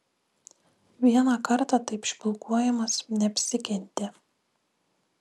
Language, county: Lithuanian, Kaunas